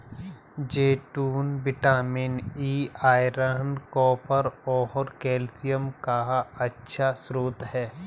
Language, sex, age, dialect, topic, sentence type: Hindi, male, 31-35, Kanauji Braj Bhasha, agriculture, statement